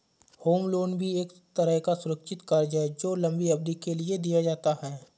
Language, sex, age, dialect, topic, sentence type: Hindi, male, 25-30, Awadhi Bundeli, banking, statement